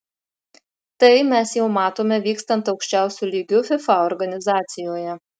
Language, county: Lithuanian, Marijampolė